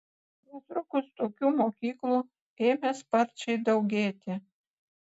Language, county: Lithuanian, Kaunas